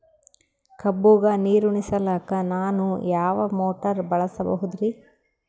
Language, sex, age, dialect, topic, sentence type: Kannada, female, 18-24, Northeastern, agriculture, question